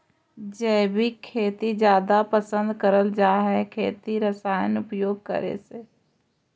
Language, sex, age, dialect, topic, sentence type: Magahi, female, 51-55, Central/Standard, agriculture, statement